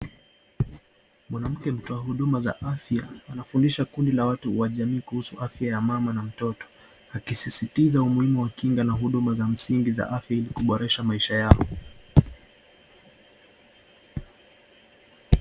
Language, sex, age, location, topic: Swahili, male, 25-35, Nakuru, health